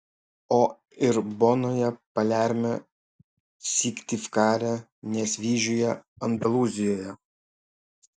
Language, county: Lithuanian, Kaunas